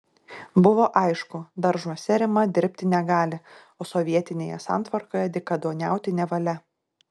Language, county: Lithuanian, Šiauliai